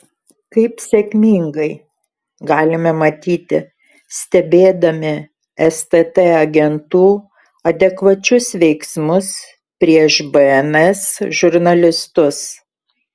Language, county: Lithuanian, Šiauliai